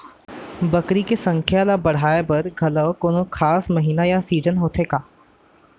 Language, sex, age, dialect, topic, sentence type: Chhattisgarhi, male, 18-24, Central, agriculture, question